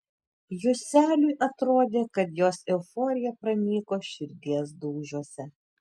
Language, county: Lithuanian, Tauragė